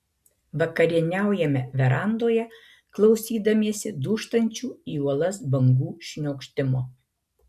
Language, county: Lithuanian, Marijampolė